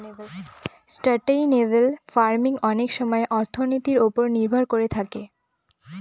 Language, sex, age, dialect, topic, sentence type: Bengali, female, 18-24, Northern/Varendri, agriculture, statement